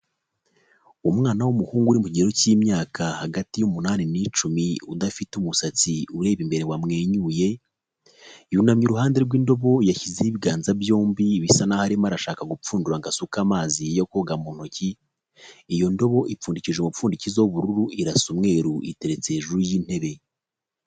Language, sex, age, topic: Kinyarwanda, male, 25-35, health